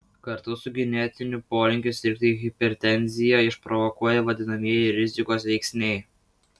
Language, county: Lithuanian, Vilnius